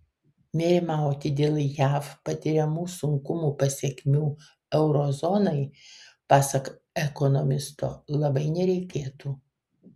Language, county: Lithuanian, Kaunas